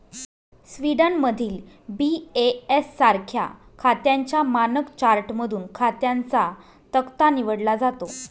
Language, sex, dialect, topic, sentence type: Marathi, female, Northern Konkan, banking, statement